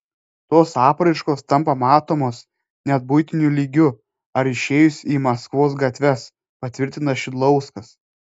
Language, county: Lithuanian, Panevėžys